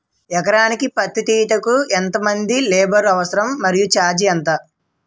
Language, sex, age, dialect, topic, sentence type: Telugu, male, 18-24, Utterandhra, agriculture, question